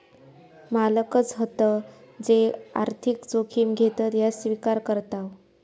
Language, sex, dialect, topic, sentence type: Marathi, female, Southern Konkan, banking, statement